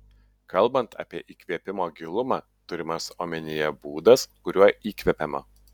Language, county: Lithuanian, Utena